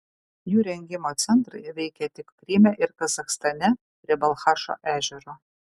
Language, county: Lithuanian, Kaunas